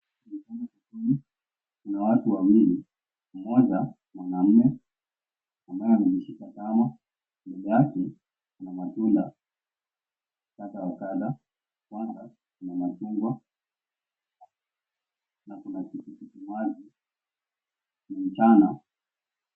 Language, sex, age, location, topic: Swahili, male, 18-24, Mombasa, finance